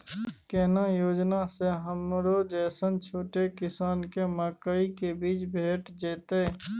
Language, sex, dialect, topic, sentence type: Maithili, male, Bajjika, agriculture, question